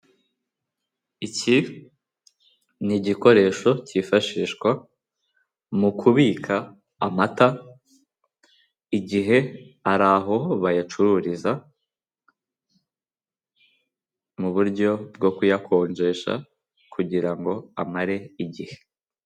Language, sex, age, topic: Kinyarwanda, male, 18-24, finance